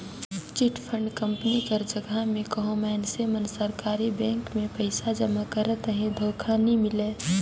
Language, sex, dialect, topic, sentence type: Chhattisgarhi, female, Northern/Bhandar, banking, statement